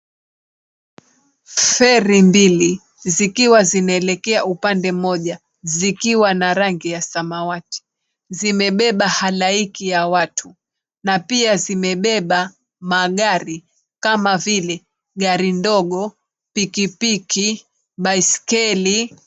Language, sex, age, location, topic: Swahili, female, 36-49, Mombasa, government